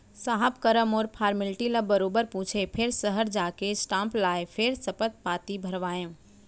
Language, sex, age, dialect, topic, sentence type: Chhattisgarhi, female, 31-35, Central, banking, statement